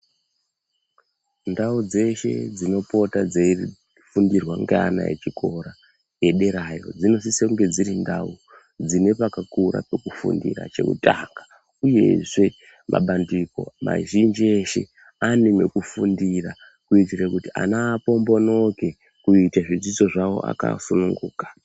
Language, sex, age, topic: Ndau, male, 25-35, education